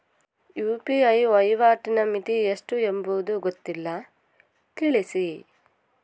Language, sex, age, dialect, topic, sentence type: Kannada, female, 18-24, Central, banking, question